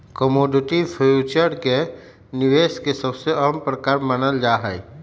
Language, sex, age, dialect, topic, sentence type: Magahi, male, 31-35, Western, banking, statement